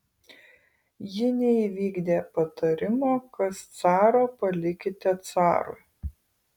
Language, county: Lithuanian, Kaunas